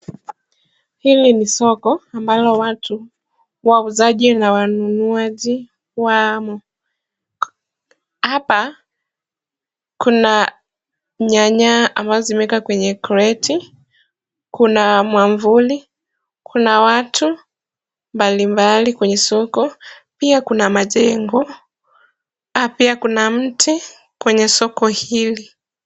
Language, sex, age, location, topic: Swahili, female, 18-24, Kisumu, finance